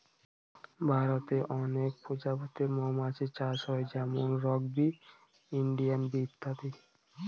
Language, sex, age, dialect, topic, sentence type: Bengali, male, 18-24, Northern/Varendri, agriculture, statement